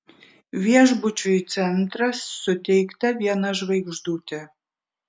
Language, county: Lithuanian, Vilnius